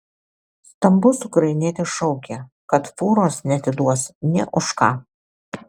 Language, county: Lithuanian, Alytus